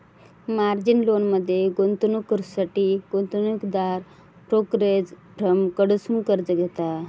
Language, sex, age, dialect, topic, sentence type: Marathi, female, 31-35, Southern Konkan, banking, statement